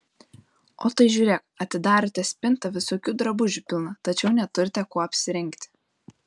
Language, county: Lithuanian, Panevėžys